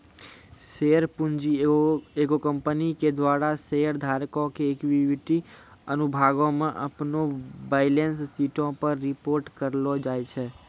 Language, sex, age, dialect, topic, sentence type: Maithili, male, 51-55, Angika, banking, statement